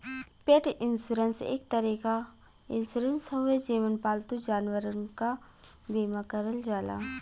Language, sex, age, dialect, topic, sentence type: Bhojpuri, female, 25-30, Western, banking, statement